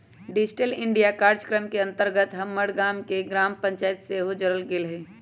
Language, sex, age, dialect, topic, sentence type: Magahi, female, 25-30, Western, banking, statement